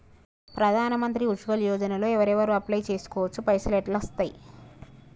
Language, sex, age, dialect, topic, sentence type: Telugu, female, 31-35, Telangana, banking, question